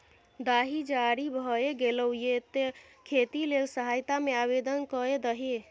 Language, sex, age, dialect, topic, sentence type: Maithili, female, 51-55, Bajjika, agriculture, statement